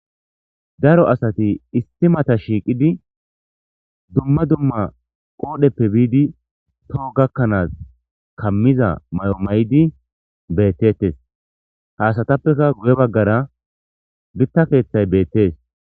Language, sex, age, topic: Gamo, male, 25-35, government